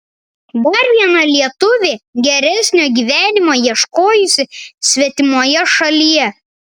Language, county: Lithuanian, Vilnius